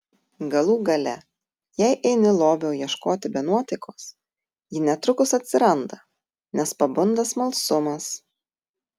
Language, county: Lithuanian, Tauragė